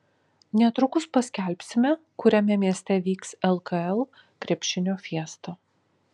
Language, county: Lithuanian, Kaunas